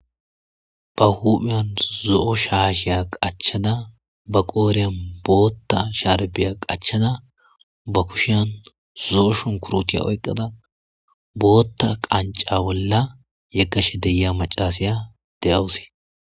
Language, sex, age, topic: Gamo, male, 25-35, agriculture